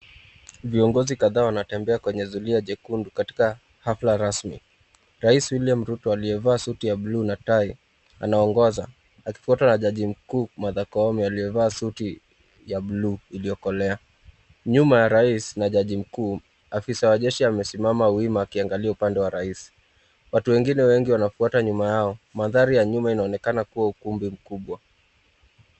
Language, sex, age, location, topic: Swahili, male, 25-35, Nakuru, government